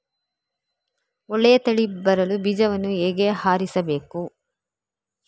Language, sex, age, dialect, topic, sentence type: Kannada, female, 36-40, Coastal/Dakshin, agriculture, question